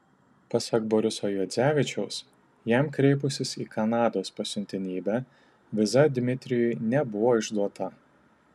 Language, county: Lithuanian, Tauragė